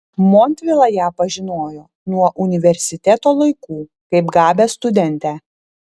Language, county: Lithuanian, Utena